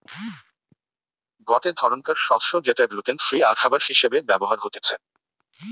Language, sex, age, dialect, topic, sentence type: Bengali, male, 18-24, Western, agriculture, statement